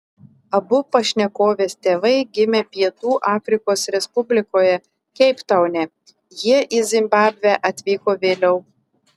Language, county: Lithuanian, Telšiai